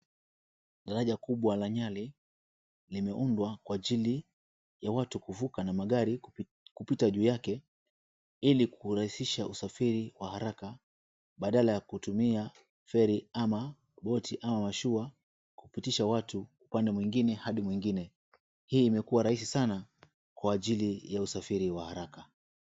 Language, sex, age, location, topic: Swahili, male, 36-49, Mombasa, government